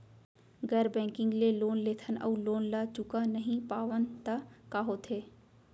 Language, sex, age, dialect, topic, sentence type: Chhattisgarhi, female, 18-24, Central, banking, question